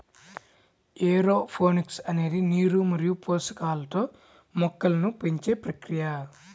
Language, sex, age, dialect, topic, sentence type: Telugu, male, 18-24, Central/Coastal, agriculture, statement